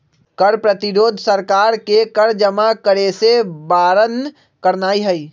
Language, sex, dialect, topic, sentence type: Magahi, male, Western, banking, statement